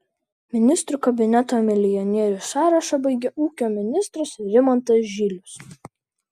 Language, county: Lithuanian, Vilnius